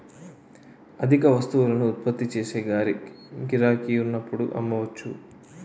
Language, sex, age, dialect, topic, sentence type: Telugu, male, 31-35, Utterandhra, banking, statement